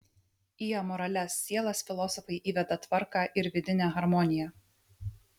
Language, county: Lithuanian, Vilnius